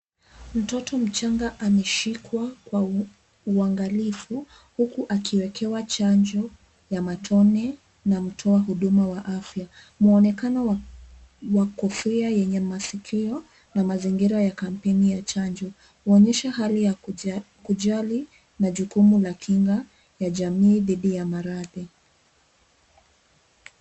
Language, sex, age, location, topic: Swahili, female, 25-35, Nairobi, health